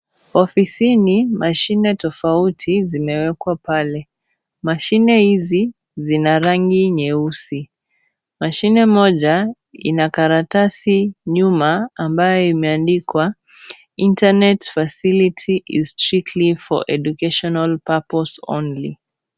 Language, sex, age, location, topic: Swahili, female, 18-24, Kisii, education